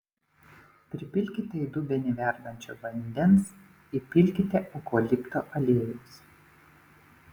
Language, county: Lithuanian, Panevėžys